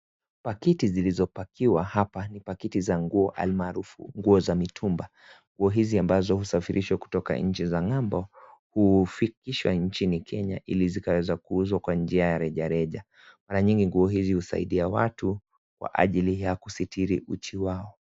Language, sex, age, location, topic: Swahili, male, 25-35, Kisii, finance